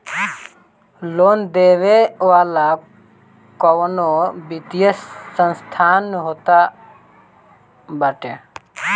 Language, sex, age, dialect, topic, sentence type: Bhojpuri, male, 18-24, Northern, banking, statement